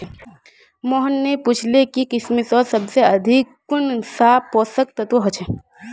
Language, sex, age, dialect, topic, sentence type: Magahi, female, 18-24, Northeastern/Surjapuri, agriculture, statement